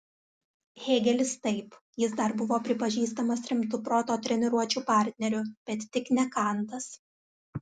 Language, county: Lithuanian, Alytus